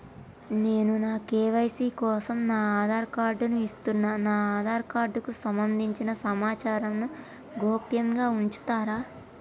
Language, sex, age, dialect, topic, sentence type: Telugu, female, 25-30, Telangana, banking, question